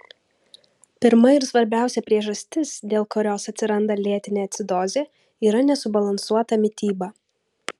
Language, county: Lithuanian, Vilnius